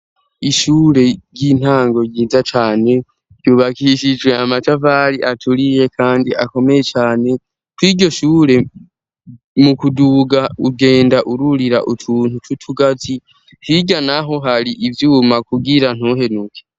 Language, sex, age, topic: Rundi, male, 18-24, education